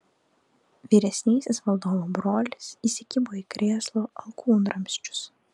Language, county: Lithuanian, Klaipėda